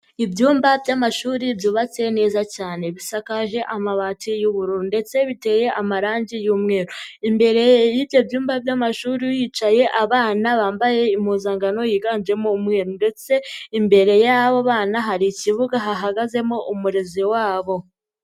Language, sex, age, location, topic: Kinyarwanda, female, 50+, Nyagatare, education